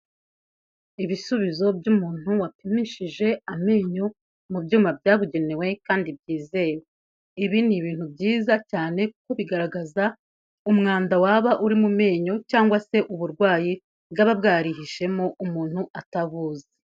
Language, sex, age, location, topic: Kinyarwanda, female, 18-24, Kigali, health